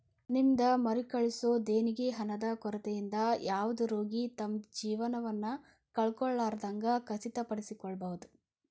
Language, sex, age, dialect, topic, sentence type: Kannada, female, 25-30, Dharwad Kannada, banking, statement